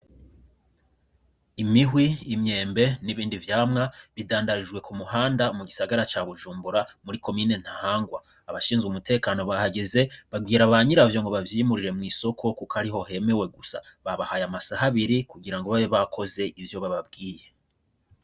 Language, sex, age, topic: Rundi, male, 25-35, agriculture